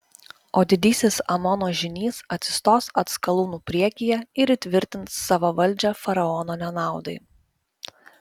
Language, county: Lithuanian, Vilnius